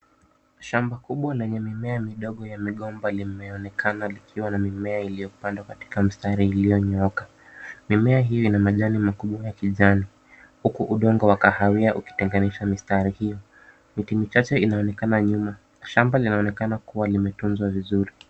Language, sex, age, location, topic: Swahili, male, 25-35, Kisumu, agriculture